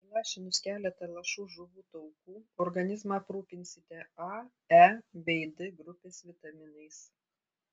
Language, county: Lithuanian, Tauragė